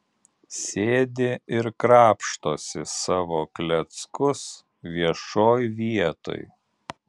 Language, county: Lithuanian, Alytus